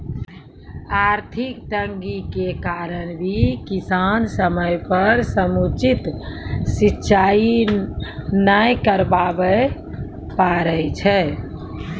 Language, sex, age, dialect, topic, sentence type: Maithili, female, 41-45, Angika, agriculture, statement